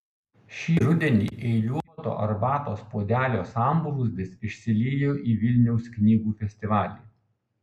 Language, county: Lithuanian, Kaunas